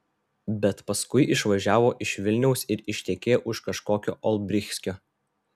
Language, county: Lithuanian, Telšiai